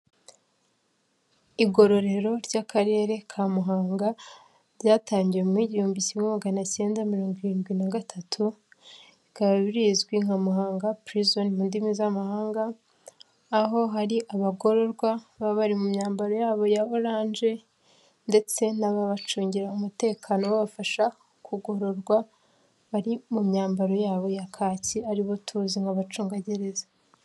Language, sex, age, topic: Kinyarwanda, female, 18-24, government